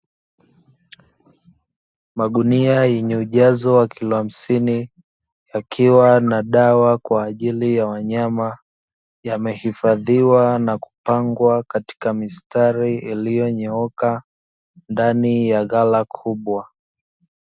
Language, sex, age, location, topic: Swahili, male, 25-35, Dar es Salaam, agriculture